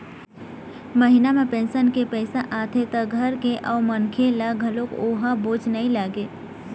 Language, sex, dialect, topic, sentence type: Chhattisgarhi, female, Eastern, banking, statement